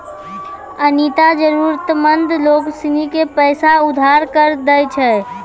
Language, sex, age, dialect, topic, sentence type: Maithili, female, 18-24, Angika, banking, statement